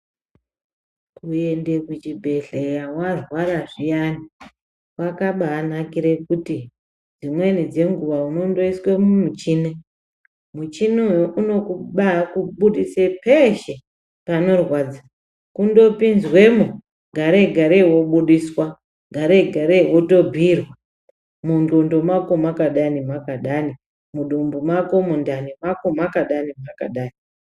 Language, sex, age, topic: Ndau, female, 36-49, health